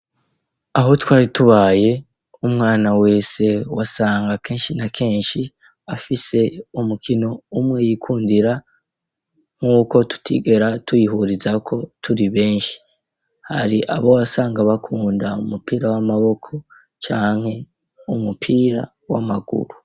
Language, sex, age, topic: Rundi, male, 18-24, education